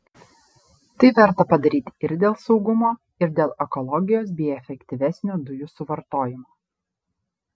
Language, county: Lithuanian, Šiauliai